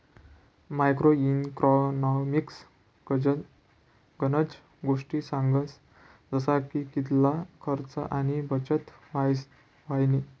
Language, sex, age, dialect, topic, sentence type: Marathi, male, 56-60, Northern Konkan, banking, statement